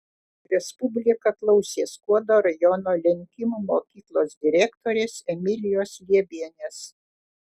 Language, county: Lithuanian, Utena